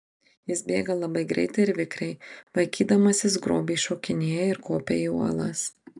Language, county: Lithuanian, Marijampolė